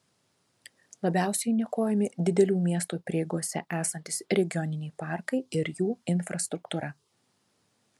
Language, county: Lithuanian, Telšiai